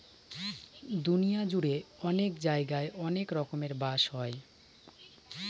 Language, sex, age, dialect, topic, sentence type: Bengali, male, 18-24, Northern/Varendri, agriculture, statement